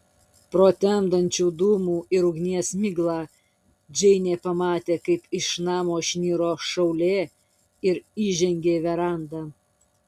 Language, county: Lithuanian, Kaunas